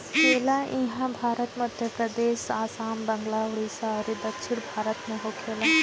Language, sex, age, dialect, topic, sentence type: Bhojpuri, female, 18-24, Northern, agriculture, statement